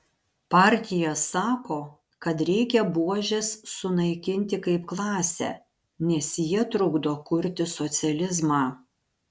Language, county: Lithuanian, Panevėžys